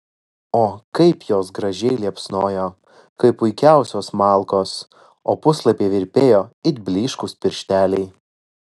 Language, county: Lithuanian, Vilnius